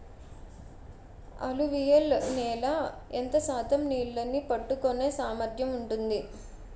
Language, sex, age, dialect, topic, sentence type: Telugu, female, 18-24, Utterandhra, agriculture, question